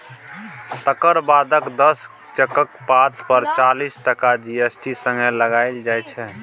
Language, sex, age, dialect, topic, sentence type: Maithili, male, 31-35, Bajjika, banking, statement